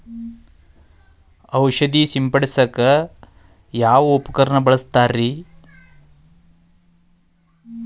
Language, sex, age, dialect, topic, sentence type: Kannada, male, 36-40, Dharwad Kannada, agriculture, question